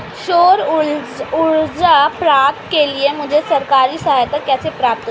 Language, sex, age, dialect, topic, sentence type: Hindi, female, 18-24, Marwari Dhudhari, agriculture, question